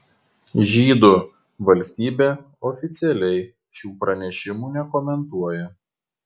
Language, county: Lithuanian, Kaunas